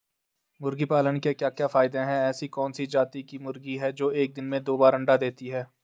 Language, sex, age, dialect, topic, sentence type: Hindi, male, 18-24, Garhwali, agriculture, question